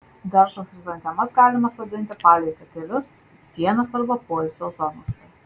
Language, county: Lithuanian, Marijampolė